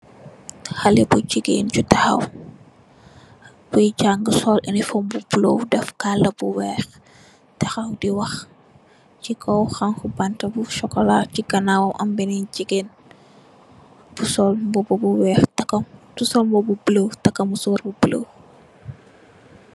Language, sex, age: Wolof, female, 18-24